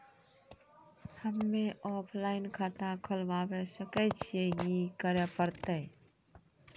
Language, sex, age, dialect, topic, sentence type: Maithili, female, 25-30, Angika, banking, question